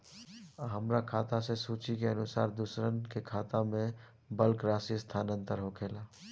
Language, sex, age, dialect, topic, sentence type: Bhojpuri, male, 18-24, Southern / Standard, banking, question